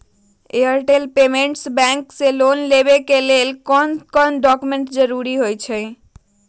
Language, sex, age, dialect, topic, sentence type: Magahi, female, 41-45, Western, banking, question